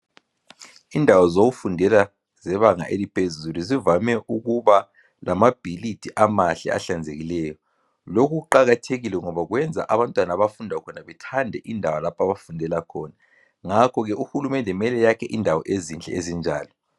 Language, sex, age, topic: North Ndebele, female, 36-49, education